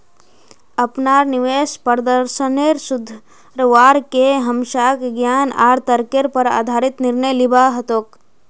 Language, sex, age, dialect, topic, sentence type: Magahi, female, 41-45, Northeastern/Surjapuri, banking, statement